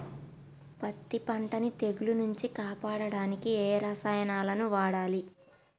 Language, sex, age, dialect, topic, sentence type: Telugu, female, 25-30, Telangana, agriculture, question